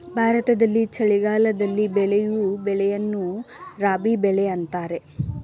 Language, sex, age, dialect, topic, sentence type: Kannada, female, 18-24, Mysore Kannada, agriculture, statement